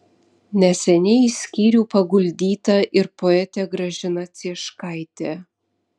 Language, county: Lithuanian, Vilnius